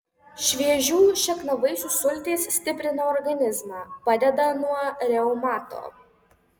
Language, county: Lithuanian, Kaunas